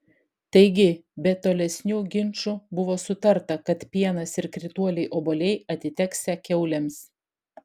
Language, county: Lithuanian, Vilnius